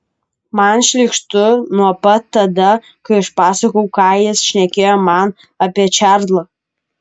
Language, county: Lithuanian, Kaunas